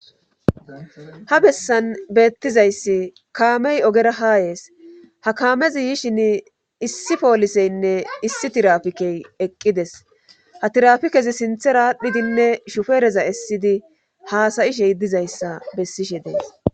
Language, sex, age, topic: Gamo, female, 25-35, government